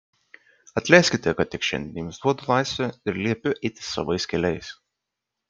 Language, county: Lithuanian, Kaunas